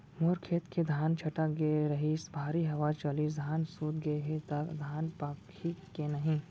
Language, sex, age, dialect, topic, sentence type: Chhattisgarhi, female, 25-30, Central, agriculture, question